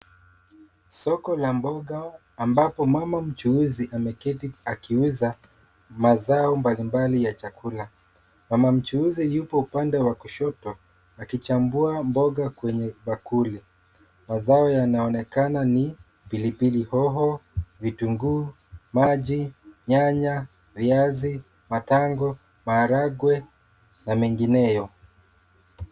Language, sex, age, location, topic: Swahili, male, 25-35, Nairobi, finance